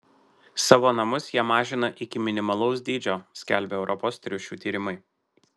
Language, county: Lithuanian, Marijampolė